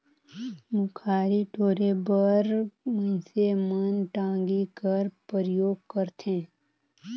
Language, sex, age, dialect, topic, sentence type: Chhattisgarhi, female, 25-30, Northern/Bhandar, agriculture, statement